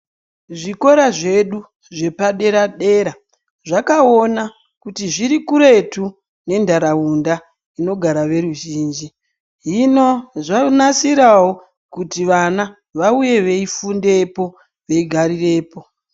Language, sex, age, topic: Ndau, male, 50+, education